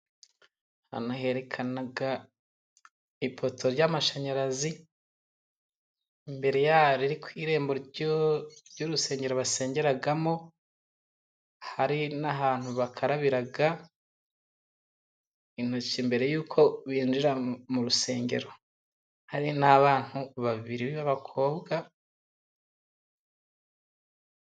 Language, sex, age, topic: Kinyarwanda, male, 25-35, government